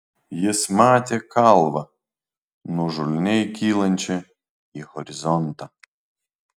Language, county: Lithuanian, Vilnius